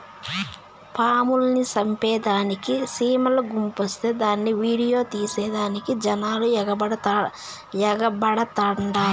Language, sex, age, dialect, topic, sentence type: Telugu, female, 31-35, Southern, agriculture, statement